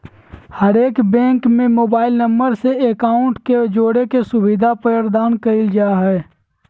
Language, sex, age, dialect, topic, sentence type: Magahi, female, 18-24, Southern, banking, statement